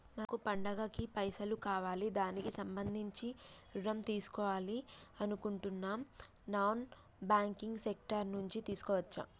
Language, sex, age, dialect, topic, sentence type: Telugu, female, 25-30, Telangana, banking, question